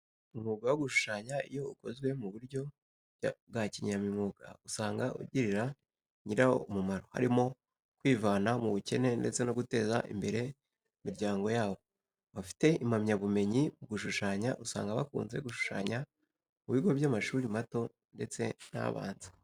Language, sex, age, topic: Kinyarwanda, male, 18-24, education